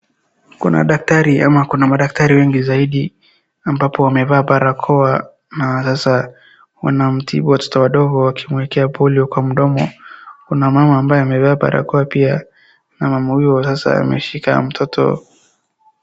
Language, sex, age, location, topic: Swahili, female, 18-24, Wajir, health